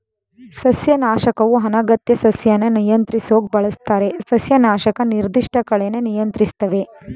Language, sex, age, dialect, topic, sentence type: Kannada, female, 25-30, Mysore Kannada, agriculture, statement